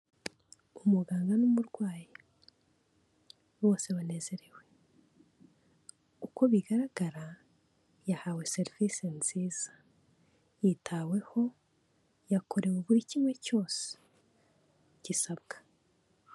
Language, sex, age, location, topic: Kinyarwanda, female, 18-24, Kigali, health